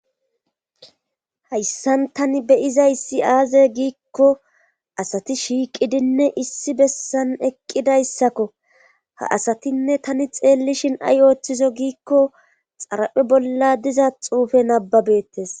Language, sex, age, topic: Gamo, female, 25-35, government